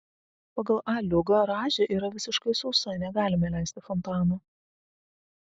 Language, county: Lithuanian, Vilnius